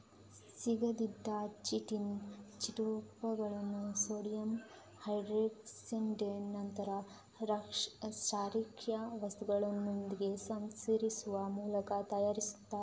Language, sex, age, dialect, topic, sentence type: Kannada, female, 25-30, Coastal/Dakshin, agriculture, statement